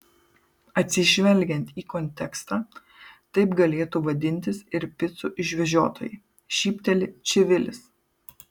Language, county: Lithuanian, Kaunas